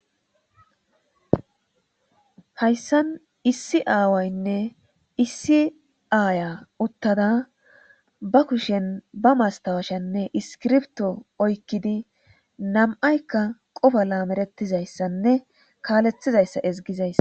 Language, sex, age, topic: Gamo, female, 18-24, government